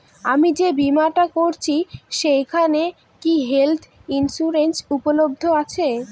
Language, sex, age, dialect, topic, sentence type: Bengali, female, <18, Northern/Varendri, banking, question